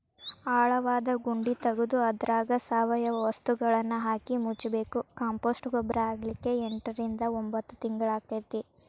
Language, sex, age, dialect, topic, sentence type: Kannada, female, 18-24, Dharwad Kannada, agriculture, statement